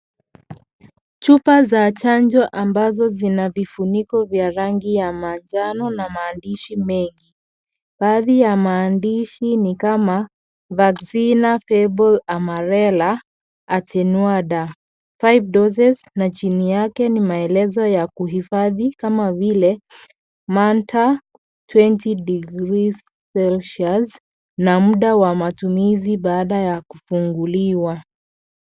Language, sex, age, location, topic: Swahili, female, 25-35, Kisii, health